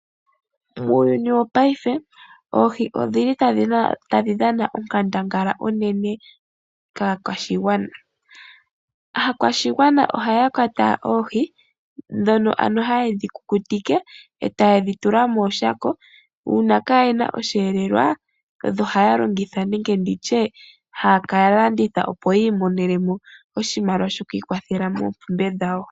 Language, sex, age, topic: Oshiwambo, female, 25-35, agriculture